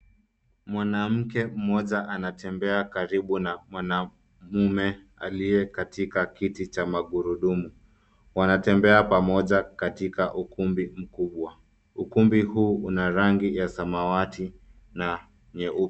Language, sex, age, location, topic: Swahili, male, 25-35, Nairobi, education